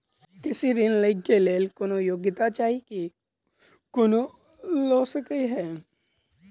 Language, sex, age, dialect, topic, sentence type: Maithili, male, 18-24, Southern/Standard, banking, question